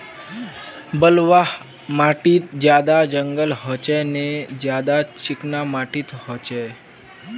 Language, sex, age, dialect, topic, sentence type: Magahi, male, 41-45, Northeastern/Surjapuri, agriculture, question